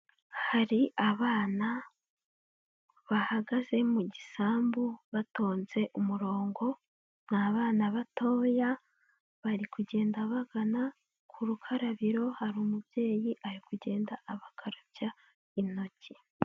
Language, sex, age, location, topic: Kinyarwanda, female, 18-24, Huye, education